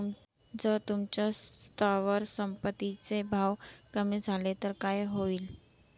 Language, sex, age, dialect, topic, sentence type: Marathi, female, 25-30, Northern Konkan, banking, statement